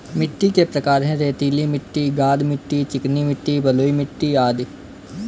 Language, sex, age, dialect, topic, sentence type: Hindi, male, 18-24, Kanauji Braj Bhasha, agriculture, statement